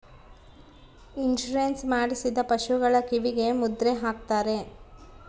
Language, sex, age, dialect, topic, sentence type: Kannada, female, 36-40, Central, agriculture, statement